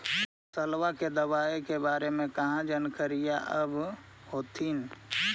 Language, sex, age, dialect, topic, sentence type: Magahi, male, 36-40, Central/Standard, agriculture, question